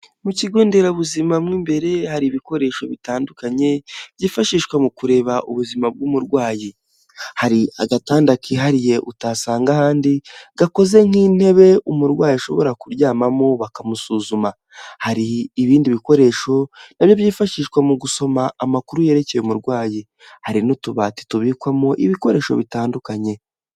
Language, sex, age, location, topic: Kinyarwanda, male, 18-24, Huye, health